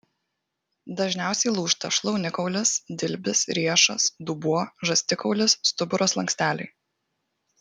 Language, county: Lithuanian, Kaunas